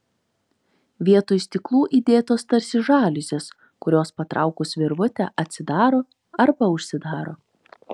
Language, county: Lithuanian, Telšiai